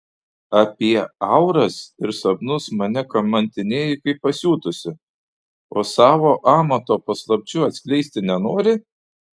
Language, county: Lithuanian, Panevėžys